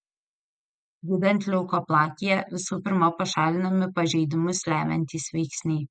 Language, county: Lithuanian, Telšiai